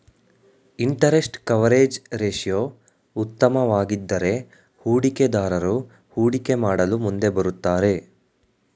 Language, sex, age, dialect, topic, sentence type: Kannada, male, 18-24, Mysore Kannada, banking, statement